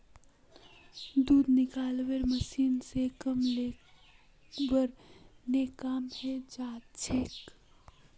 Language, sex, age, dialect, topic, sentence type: Magahi, female, 18-24, Northeastern/Surjapuri, agriculture, statement